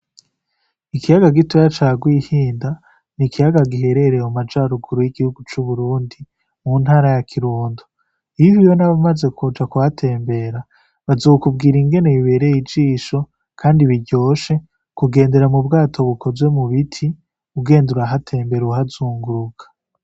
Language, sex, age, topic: Rundi, male, 18-24, agriculture